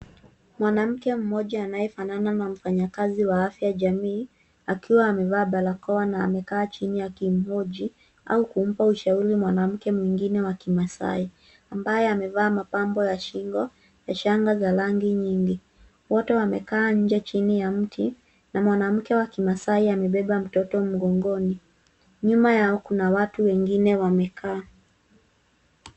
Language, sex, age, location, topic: Swahili, female, 18-24, Nairobi, health